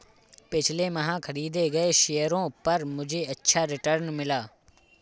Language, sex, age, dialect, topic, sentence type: Hindi, male, 18-24, Awadhi Bundeli, banking, statement